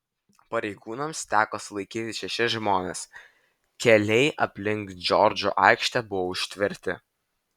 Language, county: Lithuanian, Vilnius